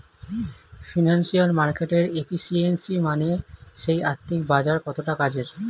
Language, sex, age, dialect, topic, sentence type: Bengali, male, 25-30, Standard Colloquial, banking, statement